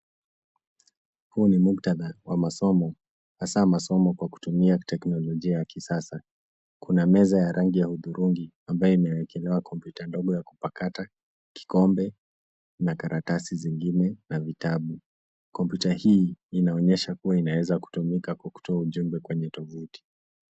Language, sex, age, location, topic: Swahili, male, 18-24, Nairobi, education